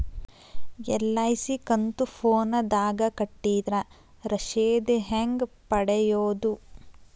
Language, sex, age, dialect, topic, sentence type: Kannada, female, 18-24, Dharwad Kannada, banking, question